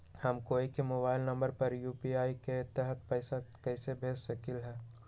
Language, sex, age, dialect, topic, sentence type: Magahi, male, 18-24, Western, banking, question